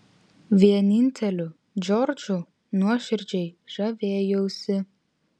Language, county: Lithuanian, Vilnius